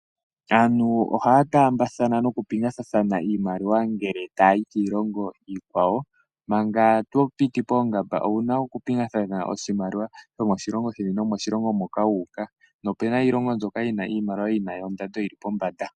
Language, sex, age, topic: Oshiwambo, male, 18-24, finance